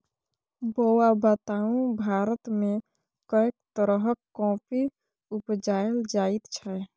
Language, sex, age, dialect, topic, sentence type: Maithili, female, 41-45, Bajjika, agriculture, statement